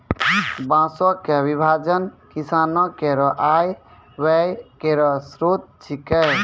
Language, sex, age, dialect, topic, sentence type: Maithili, male, 18-24, Angika, agriculture, statement